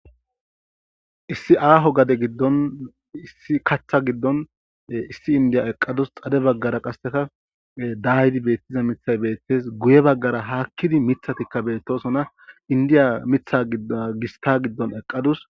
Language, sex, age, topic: Gamo, male, 25-35, agriculture